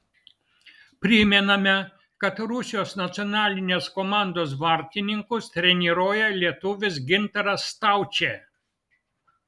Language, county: Lithuanian, Vilnius